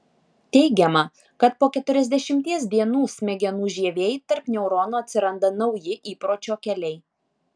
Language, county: Lithuanian, Alytus